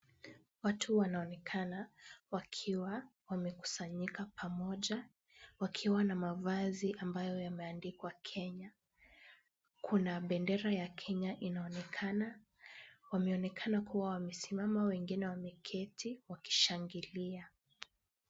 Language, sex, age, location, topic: Swahili, female, 18-24, Kisumu, government